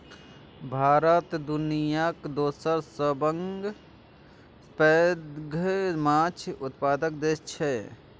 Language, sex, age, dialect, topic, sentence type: Maithili, male, 31-35, Eastern / Thethi, agriculture, statement